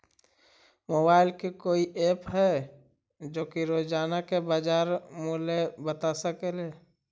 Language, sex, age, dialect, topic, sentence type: Magahi, male, 31-35, Central/Standard, agriculture, question